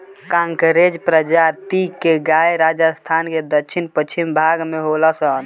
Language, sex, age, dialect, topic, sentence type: Bhojpuri, female, 51-55, Southern / Standard, agriculture, statement